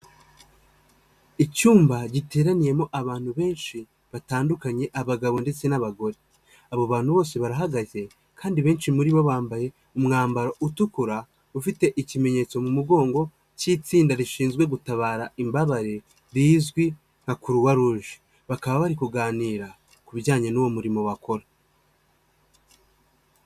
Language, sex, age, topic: Kinyarwanda, male, 25-35, health